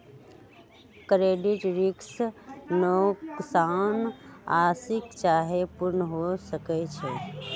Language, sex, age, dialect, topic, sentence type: Magahi, female, 31-35, Western, banking, statement